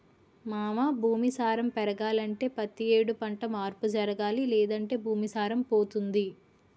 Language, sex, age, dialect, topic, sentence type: Telugu, female, 18-24, Utterandhra, agriculture, statement